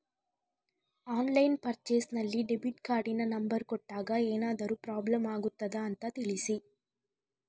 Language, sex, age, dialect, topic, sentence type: Kannada, female, 36-40, Coastal/Dakshin, banking, question